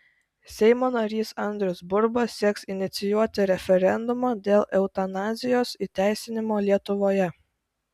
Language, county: Lithuanian, Klaipėda